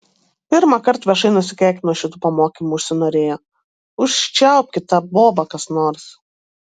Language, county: Lithuanian, Vilnius